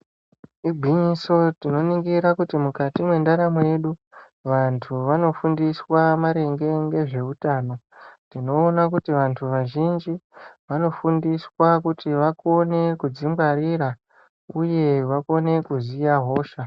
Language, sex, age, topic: Ndau, male, 25-35, health